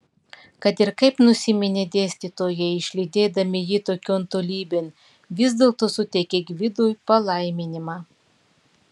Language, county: Lithuanian, Klaipėda